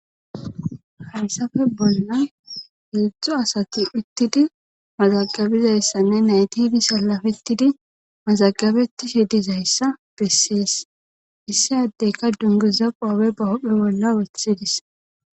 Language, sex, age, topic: Gamo, female, 18-24, government